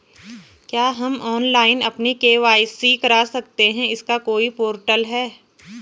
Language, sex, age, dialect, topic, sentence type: Hindi, female, 31-35, Garhwali, banking, question